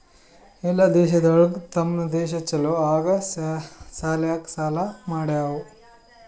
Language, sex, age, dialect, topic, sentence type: Kannada, male, 25-30, Northeastern, banking, statement